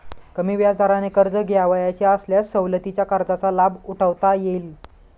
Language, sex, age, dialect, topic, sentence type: Marathi, male, 25-30, Standard Marathi, banking, statement